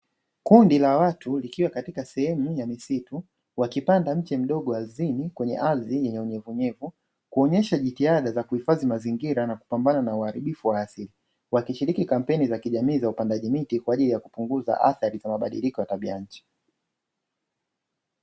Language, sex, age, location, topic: Swahili, male, 25-35, Dar es Salaam, agriculture